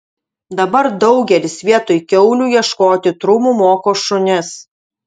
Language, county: Lithuanian, Utena